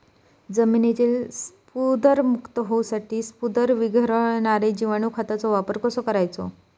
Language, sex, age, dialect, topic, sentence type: Marathi, female, 18-24, Southern Konkan, agriculture, question